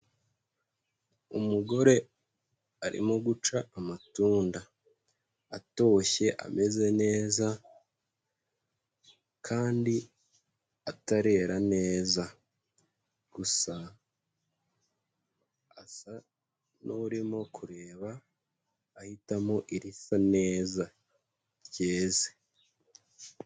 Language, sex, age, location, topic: Kinyarwanda, male, 25-35, Huye, agriculture